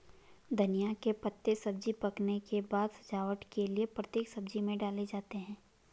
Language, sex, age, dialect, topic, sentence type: Hindi, female, 18-24, Garhwali, agriculture, statement